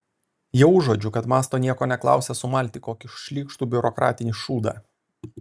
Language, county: Lithuanian, Vilnius